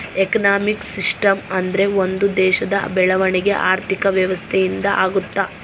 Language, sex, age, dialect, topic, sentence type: Kannada, female, 25-30, Central, banking, statement